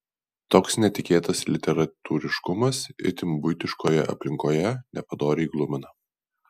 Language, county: Lithuanian, Alytus